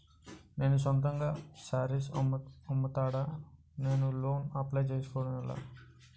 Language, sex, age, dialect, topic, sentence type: Telugu, male, 18-24, Utterandhra, banking, question